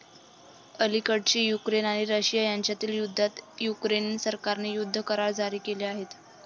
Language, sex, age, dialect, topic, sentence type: Marathi, female, 25-30, Varhadi, banking, statement